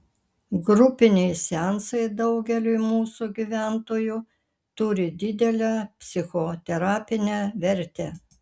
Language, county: Lithuanian, Kaunas